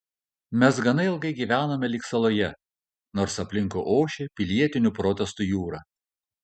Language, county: Lithuanian, Kaunas